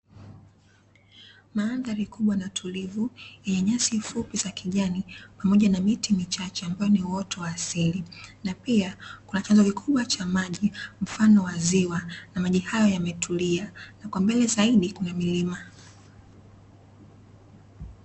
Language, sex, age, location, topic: Swahili, female, 25-35, Dar es Salaam, agriculture